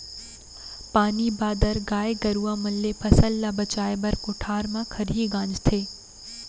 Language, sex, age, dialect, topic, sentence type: Chhattisgarhi, female, 18-24, Central, agriculture, statement